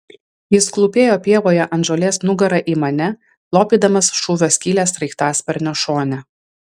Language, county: Lithuanian, Vilnius